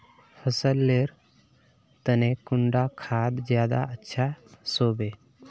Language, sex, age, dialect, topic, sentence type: Magahi, male, 31-35, Northeastern/Surjapuri, agriculture, question